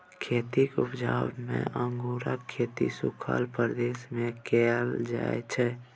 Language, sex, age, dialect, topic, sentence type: Maithili, male, 18-24, Bajjika, agriculture, statement